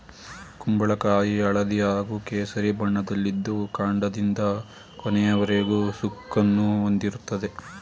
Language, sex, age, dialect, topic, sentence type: Kannada, male, 18-24, Mysore Kannada, agriculture, statement